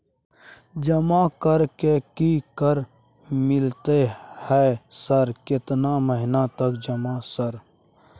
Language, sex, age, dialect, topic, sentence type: Maithili, male, 18-24, Bajjika, banking, question